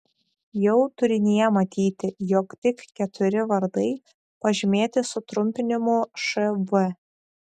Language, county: Lithuanian, Šiauliai